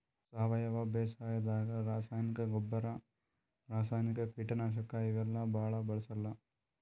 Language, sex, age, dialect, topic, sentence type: Kannada, male, 18-24, Northeastern, agriculture, statement